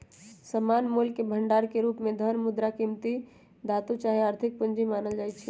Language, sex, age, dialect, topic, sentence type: Magahi, female, 18-24, Western, banking, statement